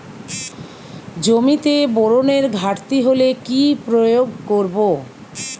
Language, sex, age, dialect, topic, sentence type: Bengali, female, 46-50, Western, agriculture, question